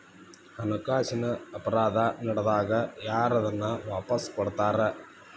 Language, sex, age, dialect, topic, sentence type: Kannada, male, 56-60, Dharwad Kannada, banking, statement